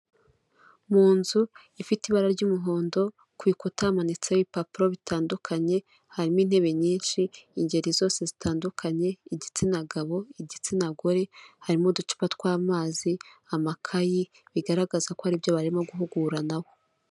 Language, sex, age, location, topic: Kinyarwanda, female, 25-35, Kigali, health